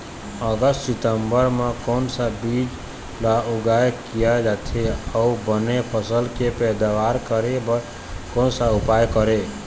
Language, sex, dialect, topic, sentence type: Chhattisgarhi, male, Eastern, agriculture, question